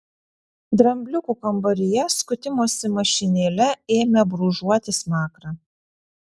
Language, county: Lithuanian, Vilnius